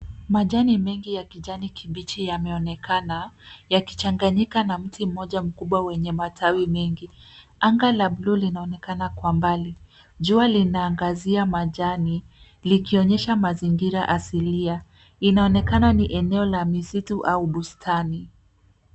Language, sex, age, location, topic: Swahili, female, 18-24, Nairobi, health